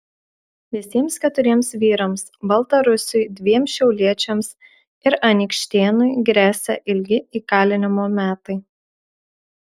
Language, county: Lithuanian, Marijampolė